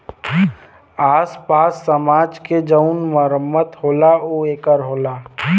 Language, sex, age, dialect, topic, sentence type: Bhojpuri, male, 18-24, Western, banking, statement